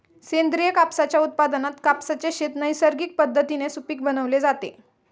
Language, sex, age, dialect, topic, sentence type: Marathi, female, 18-24, Standard Marathi, agriculture, statement